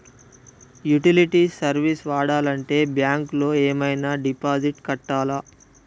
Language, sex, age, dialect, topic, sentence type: Telugu, male, 18-24, Telangana, banking, question